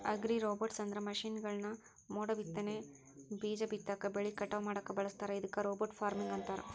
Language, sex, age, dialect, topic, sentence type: Kannada, female, 25-30, Dharwad Kannada, agriculture, statement